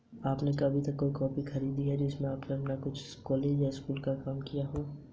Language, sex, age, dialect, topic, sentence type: Hindi, male, 18-24, Hindustani Malvi Khadi Boli, banking, question